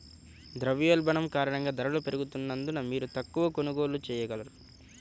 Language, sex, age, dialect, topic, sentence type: Telugu, male, 18-24, Central/Coastal, banking, statement